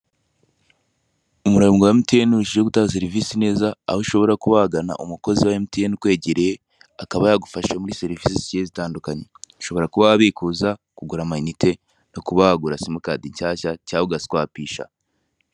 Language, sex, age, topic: Kinyarwanda, male, 18-24, finance